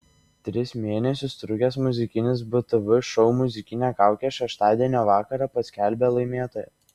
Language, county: Lithuanian, Šiauliai